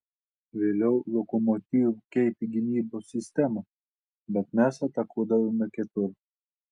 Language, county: Lithuanian, Telšiai